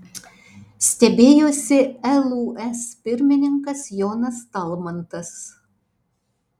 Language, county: Lithuanian, Alytus